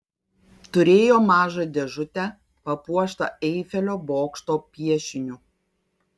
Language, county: Lithuanian, Kaunas